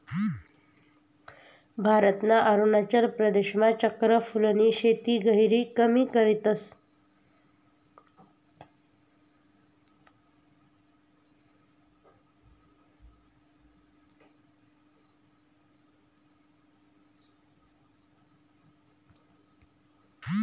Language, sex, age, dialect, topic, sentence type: Marathi, female, 31-35, Northern Konkan, agriculture, statement